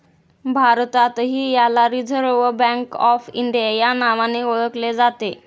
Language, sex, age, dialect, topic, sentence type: Marathi, female, 18-24, Standard Marathi, banking, statement